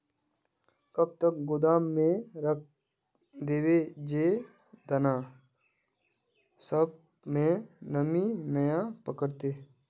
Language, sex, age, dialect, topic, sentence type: Magahi, male, 18-24, Northeastern/Surjapuri, agriculture, question